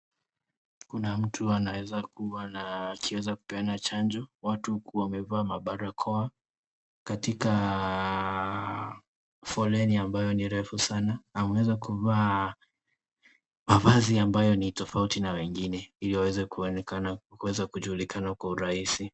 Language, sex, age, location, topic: Swahili, male, 18-24, Kisii, health